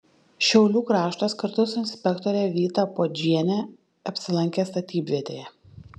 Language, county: Lithuanian, Šiauliai